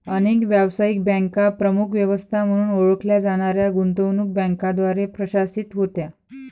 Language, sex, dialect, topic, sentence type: Marathi, female, Varhadi, banking, statement